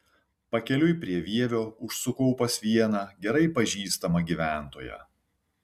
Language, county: Lithuanian, Šiauliai